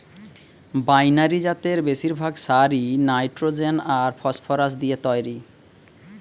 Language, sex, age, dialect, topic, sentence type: Bengali, male, 31-35, Western, agriculture, statement